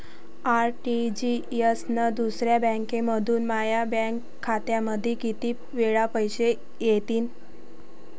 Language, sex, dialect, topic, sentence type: Marathi, female, Varhadi, banking, question